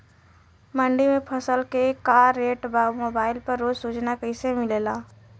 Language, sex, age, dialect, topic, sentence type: Bhojpuri, female, 18-24, Western, agriculture, question